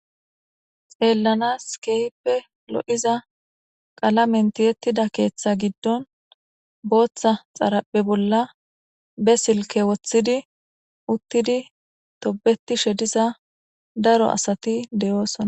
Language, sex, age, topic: Gamo, female, 18-24, government